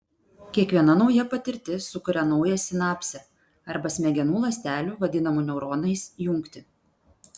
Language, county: Lithuanian, Vilnius